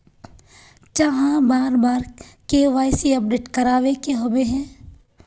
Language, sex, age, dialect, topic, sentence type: Magahi, female, 18-24, Northeastern/Surjapuri, banking, question